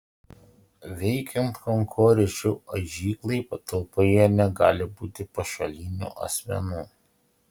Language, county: Lithuanian, Utena